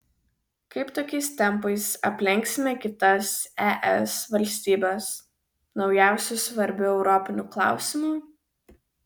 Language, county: Lithuanian, Vilnius